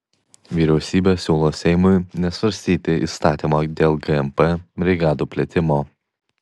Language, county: Lithuanian, Klaipėda